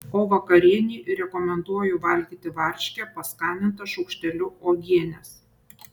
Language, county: Lithuanian, Šiauliai